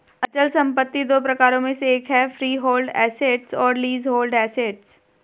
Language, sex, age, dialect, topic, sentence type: Hindi, male, 31-35, Hindustani Malvi Khadi Boli, banking, statement